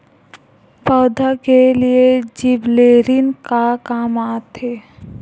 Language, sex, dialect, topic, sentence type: Chhattisgarhi, female, Western/Budati/Khatahi, agriculture, question